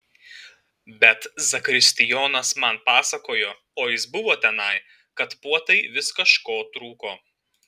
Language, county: Lithuanian, Alytus